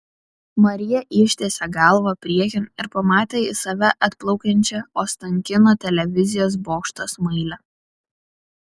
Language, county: Lithuanian, Kaunas